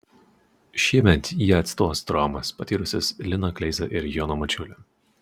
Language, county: Lithuanian, Utena